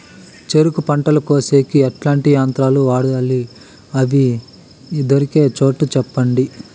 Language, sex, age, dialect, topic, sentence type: Telugu, male, 18-24, Southern, agriculture, question